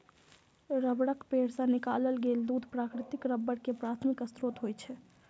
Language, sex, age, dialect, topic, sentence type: Maithili, female, 25-30, Eastern / Thethi, agriculture, statement